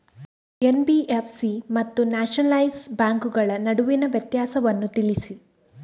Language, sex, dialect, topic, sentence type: Kannada, female, Coastal/Dakshin, banking, question